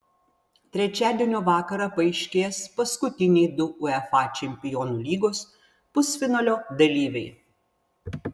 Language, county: Lithuanian, Vilnius